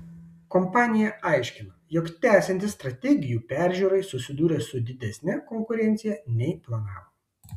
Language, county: Lithuanian, Šiauliai